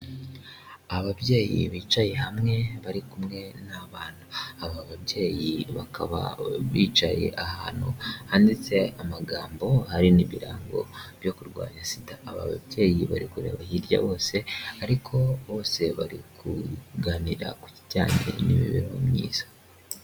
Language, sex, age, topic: Kinyarwanda, male, 18-24, health